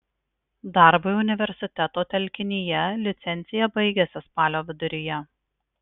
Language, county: Lithuanian, Marijampolė